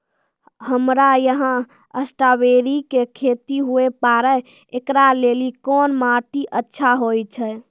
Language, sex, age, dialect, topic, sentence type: Maithili, female, 18-24, Angika, agriculture, question